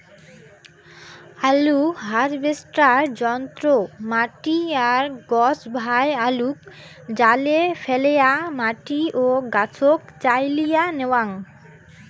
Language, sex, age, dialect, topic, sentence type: Bengali, female, 18-24, Rajbangshi, agriculture, statement